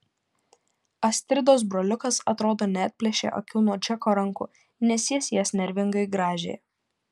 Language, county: Lithuanian, Panevėžys